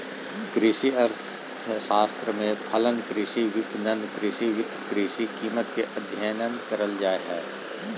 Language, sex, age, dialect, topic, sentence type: Magahi, male, 36-40, Southern, banking, statement